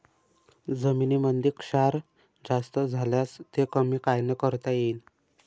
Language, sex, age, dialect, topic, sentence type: Marathi, male, 18-24, Varhadi, agriculture, question